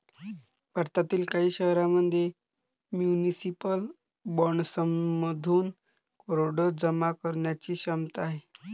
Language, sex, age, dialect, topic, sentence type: Marathi, male, 18-24, Varhadi, banking, statement